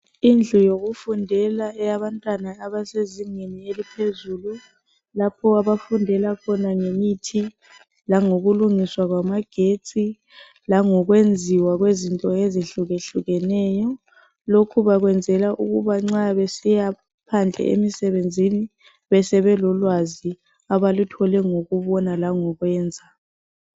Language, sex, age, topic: North Ndebele, female, 25-35, education